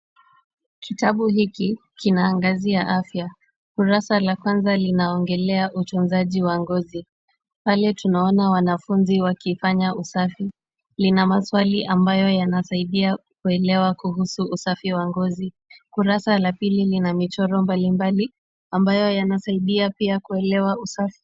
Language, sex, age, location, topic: Swahili, female, 18-24, Kisumu, education